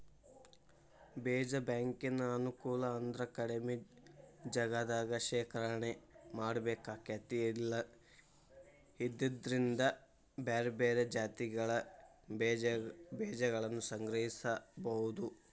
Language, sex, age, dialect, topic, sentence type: Kannada, male, 18-24, Dharwad Kannada, agriculture, statement